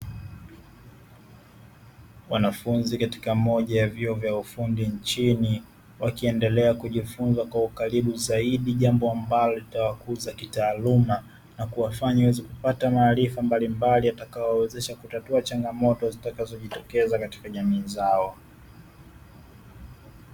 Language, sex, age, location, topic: Swahili, male, 18-24, Dar es Salaam, education